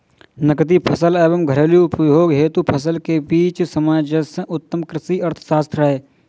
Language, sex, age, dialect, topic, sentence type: Hindi, male, 25-30, Awadhi Bundeli, agriculture, statement